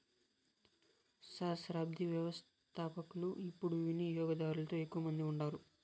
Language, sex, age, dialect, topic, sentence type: Telugu, male, 41-45, Southern, banking, statement